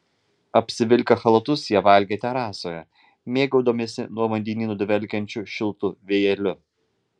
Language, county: Lithuanian, Vilnius